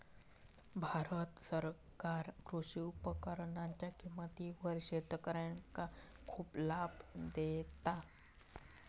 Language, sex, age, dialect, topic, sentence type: Marathi, male, 18-24, Southern Konkan, agriculture, statement